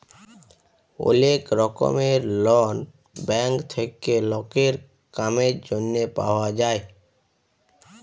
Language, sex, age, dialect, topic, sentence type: Bengali, male, 18-24, Jharkhandi, banking, statement